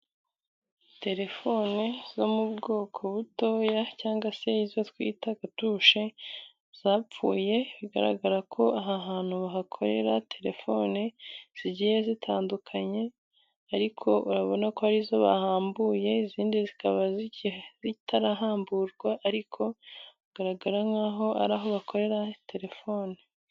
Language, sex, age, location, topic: Kinyarwanda, female, 18-24, Musanze, finance